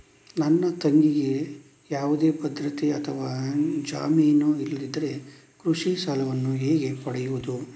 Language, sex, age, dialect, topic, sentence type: Kannada, male, 31-35, Coastal/Dakshin, agriculture, statement